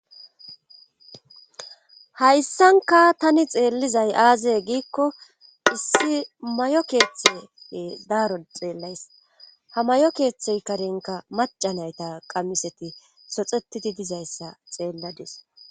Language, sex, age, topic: Gamo, female, 36-49, government